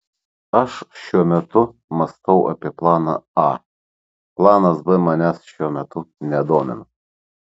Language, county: Lithuanian, Šiauliai